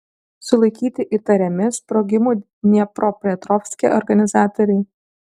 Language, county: Lithuanian, Kaunas